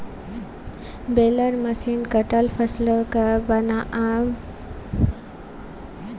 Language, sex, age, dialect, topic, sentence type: Maithili, female, 18-24, Bajjika, agriculture, statement